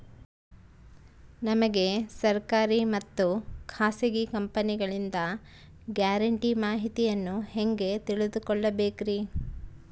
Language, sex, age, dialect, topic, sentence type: Kannada, female, 36-40, Central, banking, question